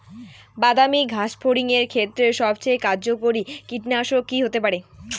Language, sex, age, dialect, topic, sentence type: Bengali, female, 18-24, Rajbangshi, agriculture, question